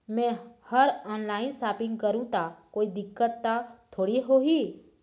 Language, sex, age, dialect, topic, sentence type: Chhattisgarhi, female, 25-30, Eastern, banking, question